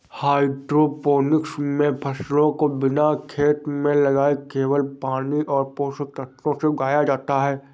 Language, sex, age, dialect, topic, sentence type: Hindi, male, 46-50, Awadhi Bundeli, agriculture, statement